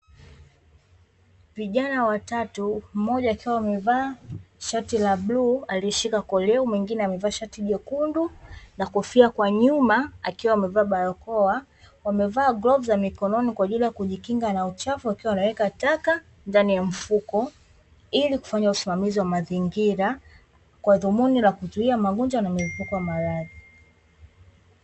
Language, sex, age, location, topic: Swahili, female, 18-24, Dar es Salaam, government